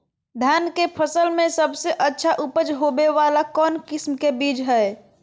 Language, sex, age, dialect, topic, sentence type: Magahi, female, 41-45, Southern, agriculture, question